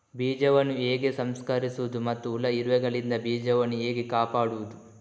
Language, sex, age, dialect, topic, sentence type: Kannada, male, 18-24, Coastal/Dakshin, agriculture, question